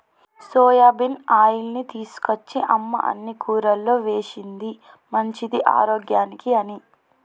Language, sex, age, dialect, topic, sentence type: Telugu, female, 18-24, Telangana, agriculture, statement